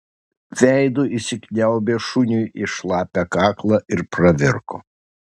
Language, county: Lithuanian, Šiauliai